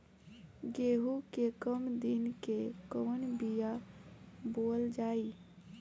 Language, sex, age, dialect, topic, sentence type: Bhojpuri, female, 25-30, Northern, agriculture, question